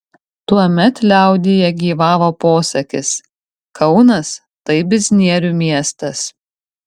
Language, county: Lithuanian, Kaunas